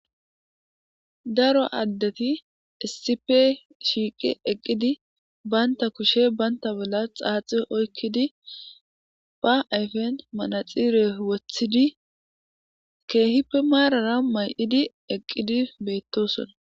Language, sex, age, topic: Gamo, female, 18-24, government